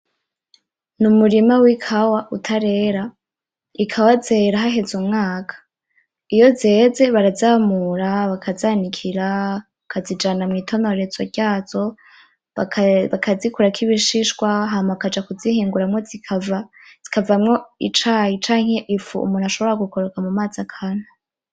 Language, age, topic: Rundi, 18-24, agriculture